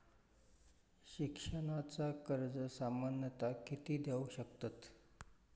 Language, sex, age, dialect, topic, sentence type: Marathi, male, 46-50, Southern Konkan, banking, question